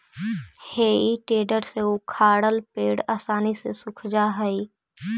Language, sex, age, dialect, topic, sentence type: Magahi, female, 18-24, Central/Standard, banking, statement